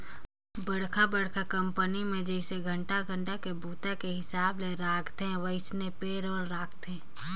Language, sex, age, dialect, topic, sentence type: Chhattisgarhi, female, 18-24, Northern/Bhandar, banking, statement